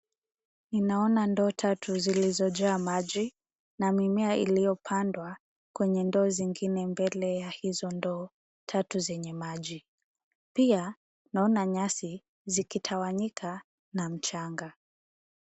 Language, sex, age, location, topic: Swahili, female, 18-24, Nairobi, agriculture